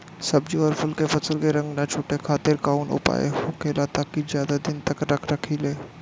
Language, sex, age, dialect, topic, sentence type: Bhojpuri, male, 25-30, Northern, agriculture, question